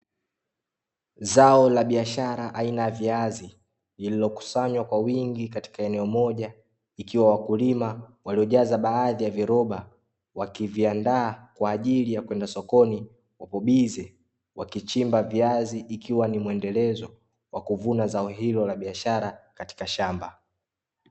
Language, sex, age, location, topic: Swahili, male, 18-24, Dar es Salaam, agriculture